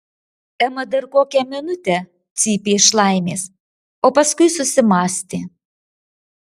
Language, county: Lithuanian, Marijampolė